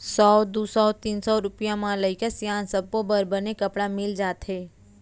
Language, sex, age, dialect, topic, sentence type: Chhattisgarhi, female, 31-35, Central, agriculture, statement